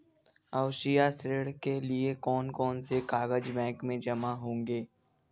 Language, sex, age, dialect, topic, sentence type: Hindi, male, 60-100, Kanauji Braj Bhasha, banking, question